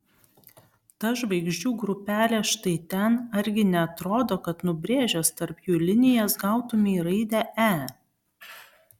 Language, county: Lithuanian, Kaunas